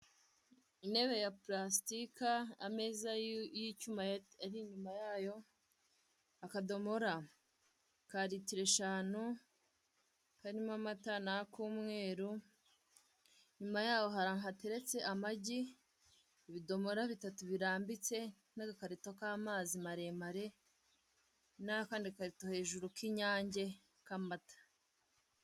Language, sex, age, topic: Kinyarwanda, female, 18-24, finance